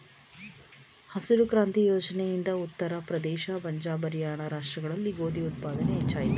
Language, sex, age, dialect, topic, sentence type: Kannada, female, 36-40, Mysore Kannada, agriculture, statement